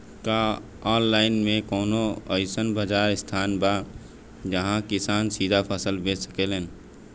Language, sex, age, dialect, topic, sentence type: Bhojpuri, male, 18-24, Western, agriculture, statement